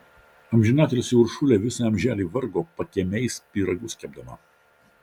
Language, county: Lithuanian, Vilnius